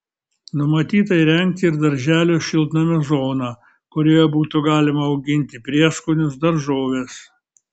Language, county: Lithuanian, Kaunas